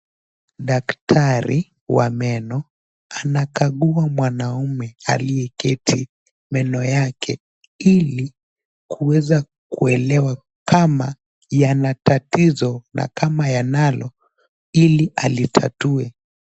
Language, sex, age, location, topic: Swahili, male, 18-24, Nairobi, health